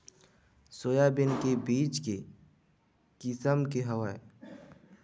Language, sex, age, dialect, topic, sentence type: Chhattisgarhi, male, 18-24, Western/Budati/Khatahi, agriculture, question